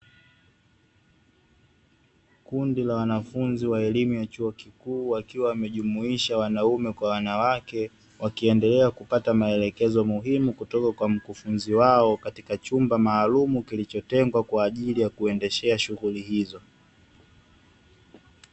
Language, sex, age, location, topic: Swahili, male, 18-24, Dar es Salaam, education